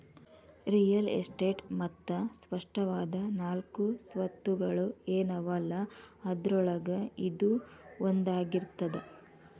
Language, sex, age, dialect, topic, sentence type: Kannada, female, 31-35, Dharwad Kannada, banking, statement